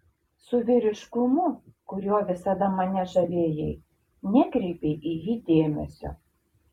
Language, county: Lithuanian, Šiauliai